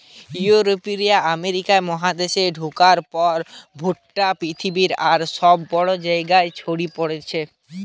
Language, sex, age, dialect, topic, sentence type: Bengali, male, 18-24, Western, agriculture, statement